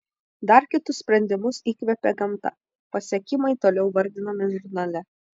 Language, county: Lithuanian, Vilnius